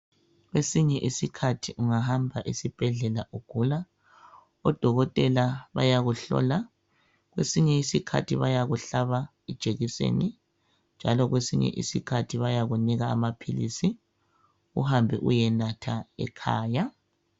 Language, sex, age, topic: North Ndebele, male, 36-49, health